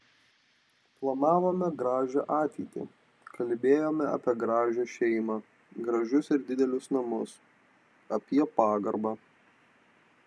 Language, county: Lithuanian, Vilnius